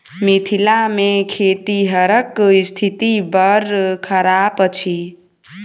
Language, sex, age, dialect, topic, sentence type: Maithili, female, 18-24, Southern/Standard, agriculture, statement